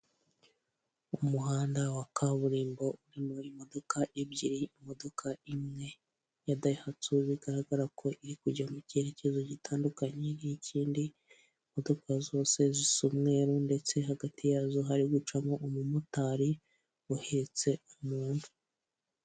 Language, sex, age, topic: Kinyarwanda, male, 18-24, government